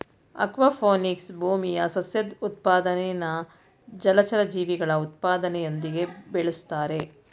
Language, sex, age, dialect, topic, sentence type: Kannada, female, 46-50, Mysore Kannada, agriculture, statement